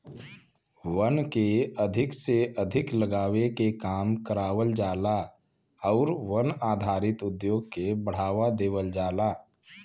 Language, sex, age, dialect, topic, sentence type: Bhojpuri, male, 25-30, Western, agriculture, statement